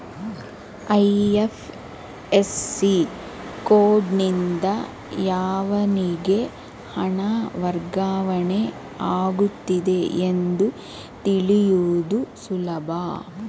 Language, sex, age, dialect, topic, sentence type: Kannada, female, 36-40, Mysore Kannada, banking, statement